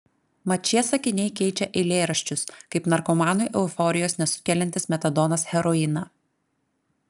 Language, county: Lithuanian, Klaipėda